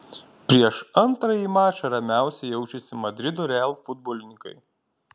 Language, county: Lithuanian, Kaunas